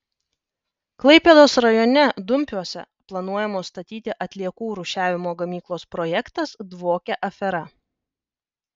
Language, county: Lithuanian, Panevėžys